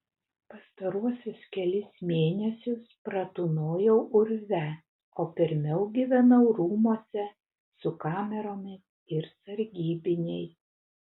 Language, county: Lithuanian, Utena